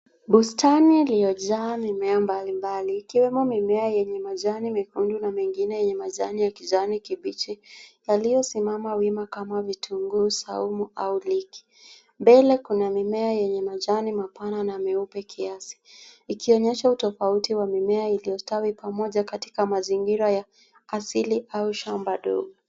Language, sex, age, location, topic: Swahili, female, 25-35, Nairobi, health